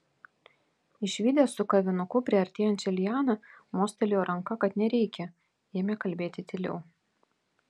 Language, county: Lithuanian, Vilnius